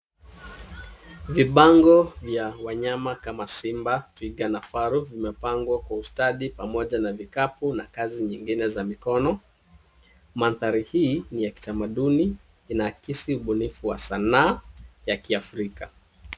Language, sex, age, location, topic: Swahili, male, 36-49, Kisumu, finance